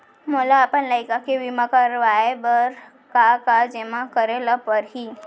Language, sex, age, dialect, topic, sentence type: Chhattisgarhi, female, 18-24, Central, banking, question